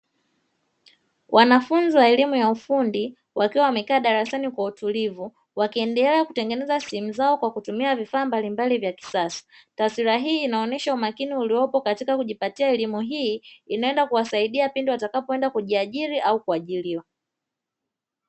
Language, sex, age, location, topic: Swahili, female, 25-35, Dar es Salaam, education